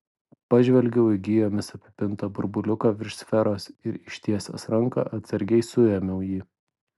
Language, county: Lithuanian, Vilnius